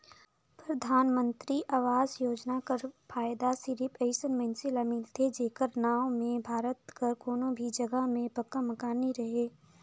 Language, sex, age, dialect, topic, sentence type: Chhattisgarhi, female, 18-24, Northern/Bhandar, banking, statement